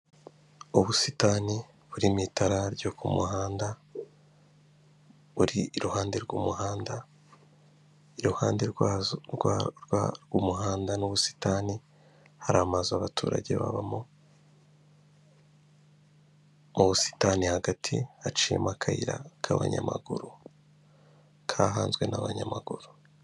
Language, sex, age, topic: Kinyarwanda, male, 25-35, government